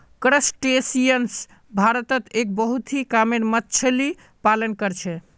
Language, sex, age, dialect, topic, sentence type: Magahi, male, 18-24, Northeastern/Surjapuri, agriculture, statement